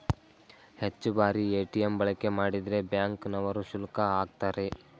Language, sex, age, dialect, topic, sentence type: Kannada, male, 18-24, Mysore Kannada, banking, statement